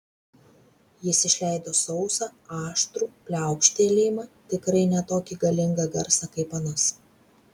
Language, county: Lithuanian, Vilnius